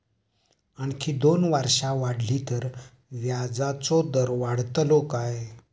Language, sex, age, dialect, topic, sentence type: Marathi, male, 60-100, Southern Konkan, banking, question